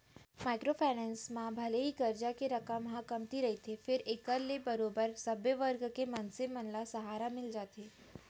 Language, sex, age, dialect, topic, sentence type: Chhattisgarhi, female, 31-35, Central, banking, statement